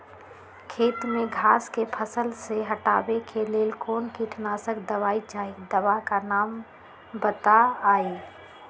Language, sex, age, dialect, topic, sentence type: Magahi, female, 25-30, Western, agriculture, question